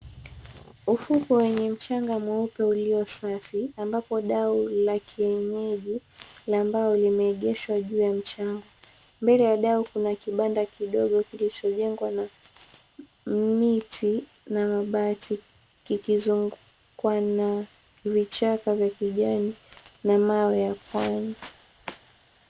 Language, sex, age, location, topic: Swahili, female, 25-35, Mombasa, government